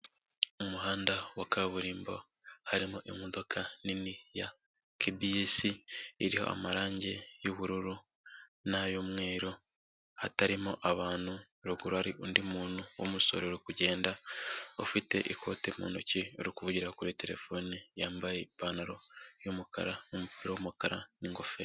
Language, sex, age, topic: Kinyarwanda, male, 18-24, government